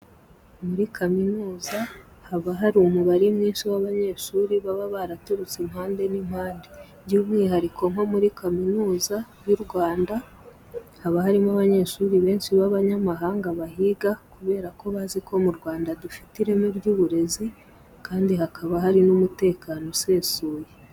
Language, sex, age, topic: Kinyarwanda, female, 18-24, education